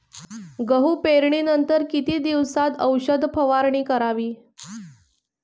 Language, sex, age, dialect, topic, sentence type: Marathi, female, 25-30, Northern Konkan, agriculture, question